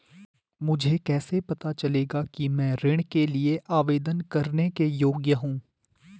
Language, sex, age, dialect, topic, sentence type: Hindi, male, 18-24, Garhwali, banking, statement